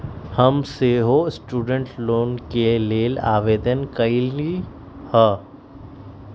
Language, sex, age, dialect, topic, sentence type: Magahi, male, 25-30, Western, banking, statement